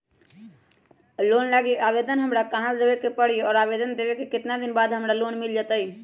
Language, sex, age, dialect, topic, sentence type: Magahi, male, 25-30, Western, banking, question